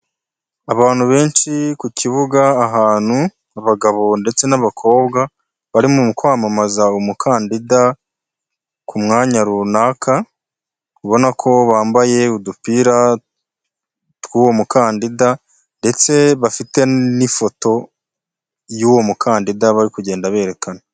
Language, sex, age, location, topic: Kinyarwanda, male, 25-35, Huye, government